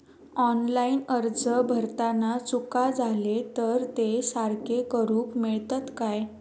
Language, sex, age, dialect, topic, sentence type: Marathi, female, 18-24, Southern Konkan, banking, question